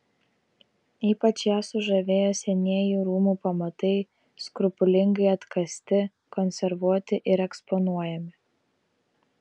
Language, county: Lithuanian, Vilnius